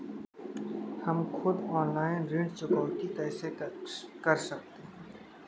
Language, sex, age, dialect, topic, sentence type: Hindi, male, 18-24, Kanauji Braj Bhasha, banking, question